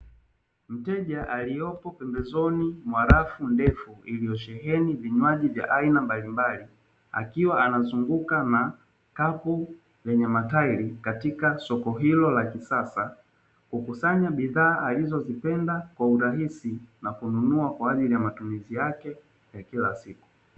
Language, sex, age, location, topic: Swahili, male, 18-24, Dar es Salaam, finance